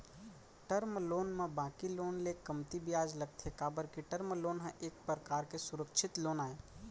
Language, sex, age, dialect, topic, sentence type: Chhattisgarhi, male, 25-30, Central, banking, statement